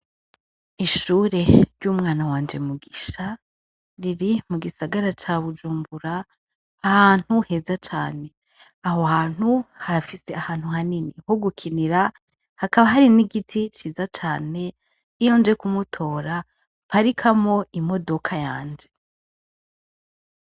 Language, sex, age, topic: Rundi, female, 25-35, education